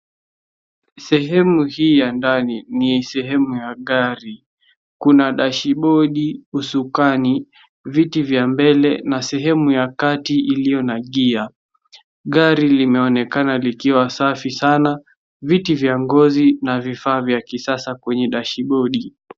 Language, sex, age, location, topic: Swahili, male, 50+, Nairobi, finance